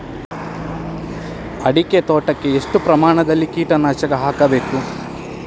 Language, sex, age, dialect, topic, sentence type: Kannada, male, 18-24, Coastal/Dakshin, agriculture, question